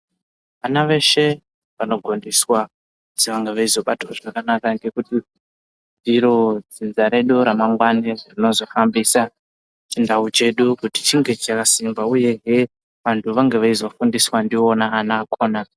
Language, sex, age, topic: Ndau, male, 50+, health